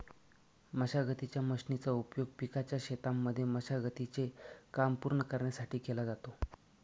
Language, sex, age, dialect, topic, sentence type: Marathi, male, 25-30, Northern Konkan, agriculture, statement